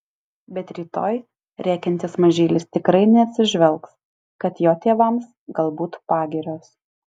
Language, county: Lithuanian, Alytus